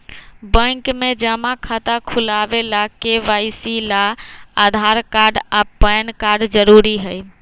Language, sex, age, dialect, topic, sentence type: Magahi, female, 18-24, Western, banking, statement